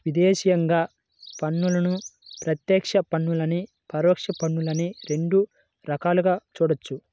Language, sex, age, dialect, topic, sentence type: Telugu, male, 56-60, Central/Coastal, banking, statement